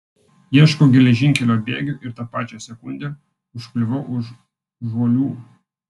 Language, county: Lithuanian, Vilnius